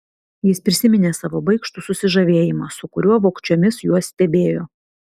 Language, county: Lithuanian, Vilnius